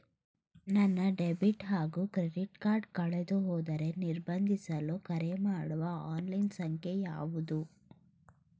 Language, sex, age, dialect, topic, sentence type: Kannada, female, 18-24, Mysore Kannada, banking, question